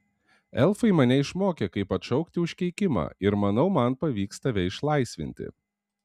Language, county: Lithuanian, Panevėžys